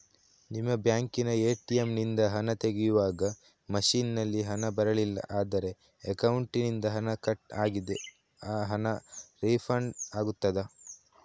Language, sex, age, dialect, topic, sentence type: Kannada, male, 18-24, Coastal/Dakshin, banking, question